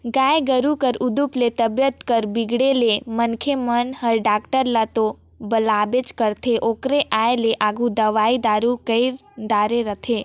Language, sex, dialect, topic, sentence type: Chhattisgarhi, female, Northern/Bhandar, agriculture, statement